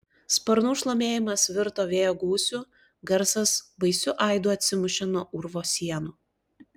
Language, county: Lithuanian, Klaipėda